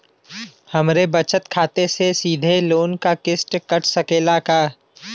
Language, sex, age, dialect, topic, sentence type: Bhojpuri, male, 25-30, Western, banking, question